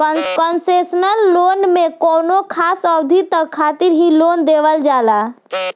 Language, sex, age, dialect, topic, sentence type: Bhojpuri, female, <18, Southern / Standard, banking, statement